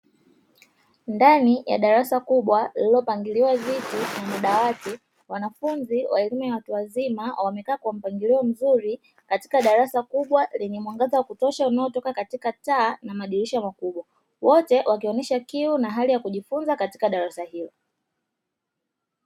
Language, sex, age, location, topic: Swahili, female, 25-35, Dar es Salaam, education